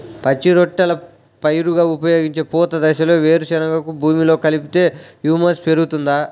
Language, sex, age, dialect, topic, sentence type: Telugu, male, 18-24, Central/Coastal, agriculture, question